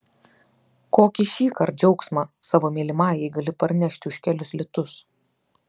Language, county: Lithuanian, Klaipėda